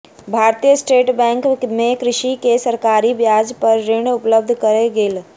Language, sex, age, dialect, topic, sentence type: Maithili, female, 51-55, Southern/Standard, banking, statement